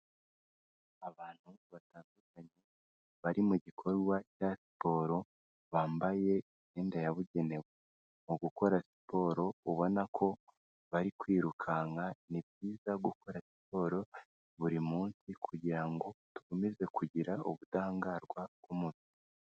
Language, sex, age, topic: Kinyarwanda, female, 18-24, health